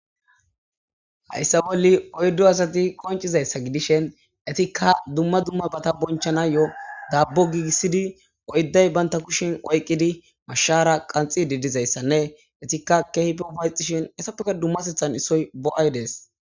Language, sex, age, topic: Gamo, male, 18-24, government